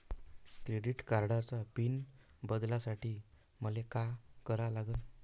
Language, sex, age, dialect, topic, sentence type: Marathi, male, 31-35, Varhadi, banking, question